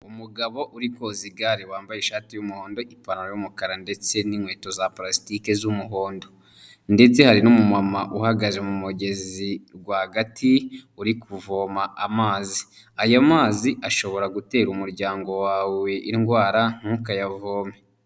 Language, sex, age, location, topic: Kinyarwanda, male, 25-35, Huye, health